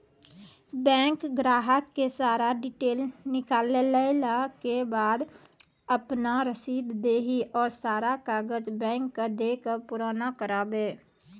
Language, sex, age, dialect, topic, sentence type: Maithili, female, 18-24, Angika, banking, question